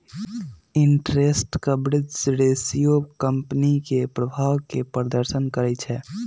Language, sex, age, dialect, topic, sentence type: Magahi, male, 18-24, Western, banking, statement